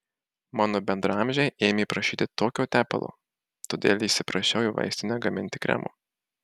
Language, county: Lithuanian, Marijampolė